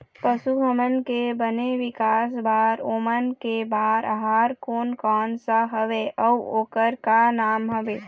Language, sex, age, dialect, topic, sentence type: Chhattisgarhi, female, 25-30, Eastern, agriculture, question